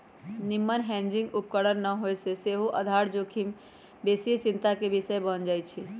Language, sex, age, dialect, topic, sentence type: Magahi, female, 31-35, Western, banking, statement